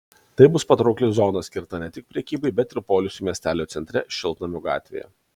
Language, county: Lithuanian, Kaunas